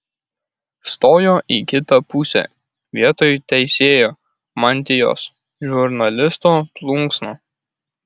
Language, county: Lithuanian, Kaunas